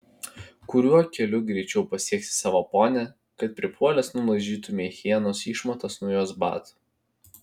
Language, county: Lithuanian, Vilnius